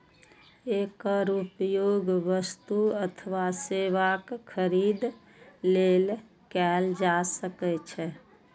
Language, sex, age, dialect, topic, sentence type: Maithili, female, 51-55, Eastern / Thethi, banking, statement